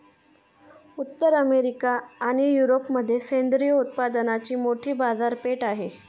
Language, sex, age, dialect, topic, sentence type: Marathi, female, 31-35, Standard Marathi, agriculture, statement